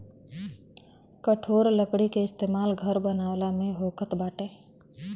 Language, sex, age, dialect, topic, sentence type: Bhojpuri, female, 36-40, Western, agriculture, statement